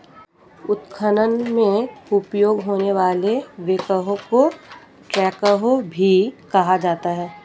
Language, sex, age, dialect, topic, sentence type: Hindi, female, 25-30, Marwari Dhudhari, agriculture, statement